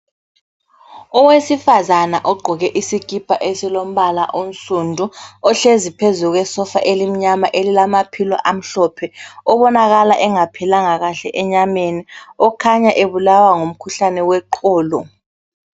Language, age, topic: North Ndebele, 36-49, health